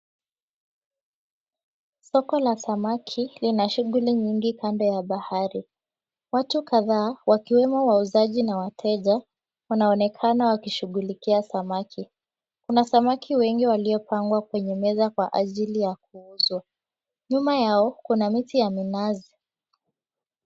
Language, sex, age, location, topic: Swahili, female, 18-24, Mombasa, agriculture